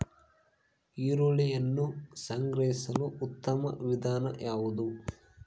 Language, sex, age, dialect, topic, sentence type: Kannada, male, 18-24, Central, agriculture, question